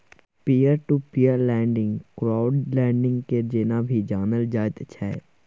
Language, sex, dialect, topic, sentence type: Maithili, male, Bajjika, banking, statement